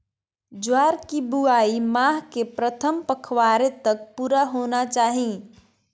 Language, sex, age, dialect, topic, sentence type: Magahi, female, 41-45, Southern, agriculture, statement